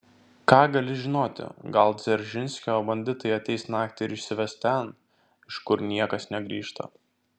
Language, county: Lithuanian, Vilnius